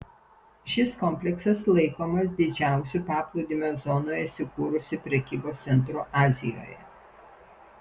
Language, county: Lithuanian, Panevėžys